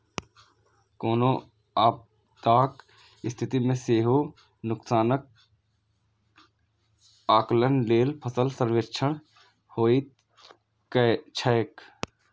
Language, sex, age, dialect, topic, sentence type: Maithili, male, 18-24, Eastern / Thethi, agriculture, statement